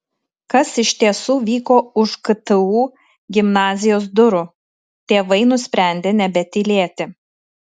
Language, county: Lithuanian, Tauragė